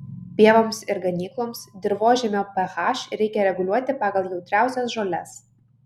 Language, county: Lithuanian, Kaunas